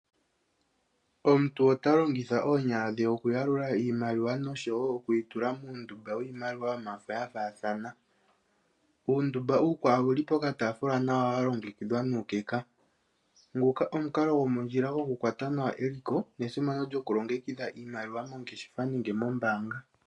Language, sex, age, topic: Oshiwambo, male, 18-24, finance